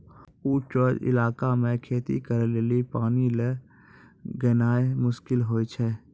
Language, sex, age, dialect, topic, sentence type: Maithili, male, 56-60, Angika, agriculture, statement